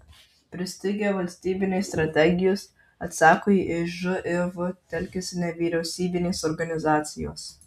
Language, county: Lithuanian, Marijampolė